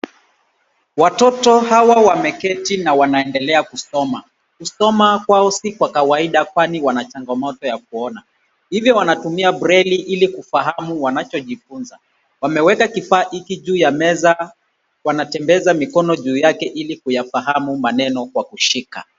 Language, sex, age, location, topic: Swahili, male, 36-49, Nairobi, education